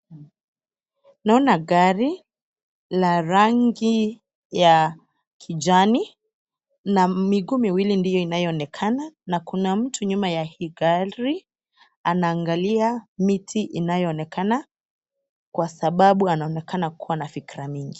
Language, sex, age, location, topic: Swahili, female, 18-24, Kisii, finance